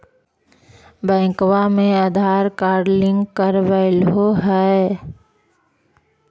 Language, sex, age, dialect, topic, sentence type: Magahi, female, 60-100, Central/Standard, banking, question